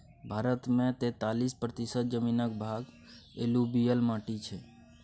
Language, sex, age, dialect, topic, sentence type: Maithili, male, 31-35, Bajjika, agriculture, statement